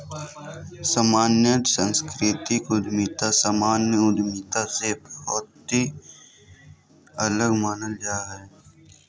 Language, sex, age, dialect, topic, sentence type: Magahi, male, 31-35, Southern, banking, statement